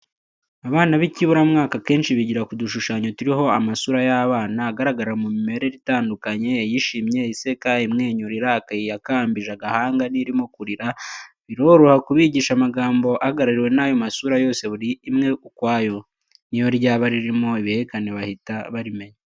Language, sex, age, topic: Kinyarwanda, male, 18-24, education